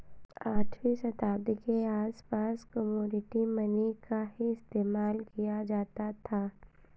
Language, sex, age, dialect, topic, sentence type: Hindi, female, 25-30, Awadhi Bundeli, banking, statement